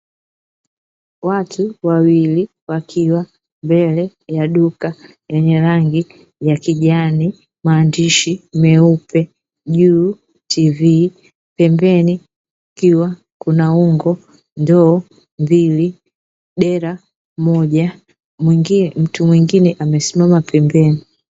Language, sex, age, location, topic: Swahili, female, 36-49, Dar es Salaam, finance